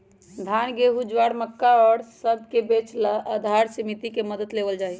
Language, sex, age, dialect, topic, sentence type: Magahi, male, 18-24, Western, agriculture, statement